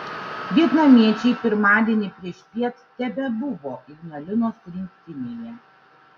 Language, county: Lithuanian, Šiauliai